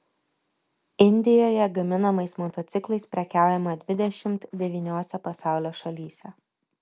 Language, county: Lithuanian, Vilnius